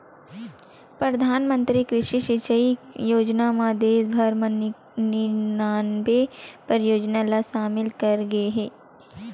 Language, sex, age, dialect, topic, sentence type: Chhattisgarhi, female, 18-24, Western/Budati/Khatahi, agriculture, statement